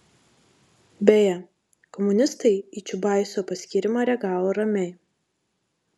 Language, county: Lithuanian, Marijampolė